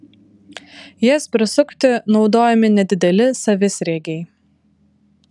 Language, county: Lithuanian, Vilnius